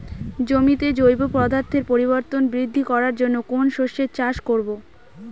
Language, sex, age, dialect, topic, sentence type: Bengali, female, 18-24, Standard Colloquial, agriculture, question